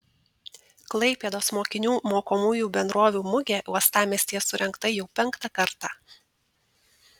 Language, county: Lithuanian, Tauragė